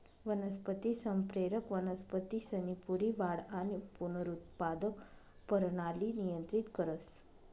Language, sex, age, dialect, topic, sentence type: Marathi, female, 25-30, Northern Konkan, agriculture, statement